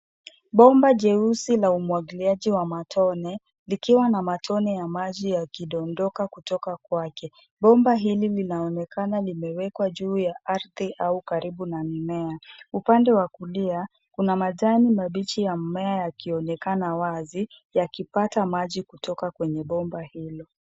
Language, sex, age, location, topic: Swahili, female, 25-35, Nairobi, agriculture